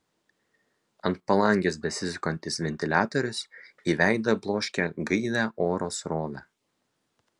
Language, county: Lithuanian, Kaunas